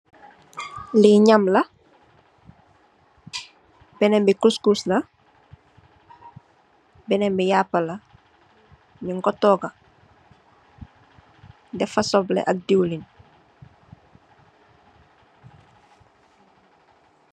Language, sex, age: Wolof, female, 18-24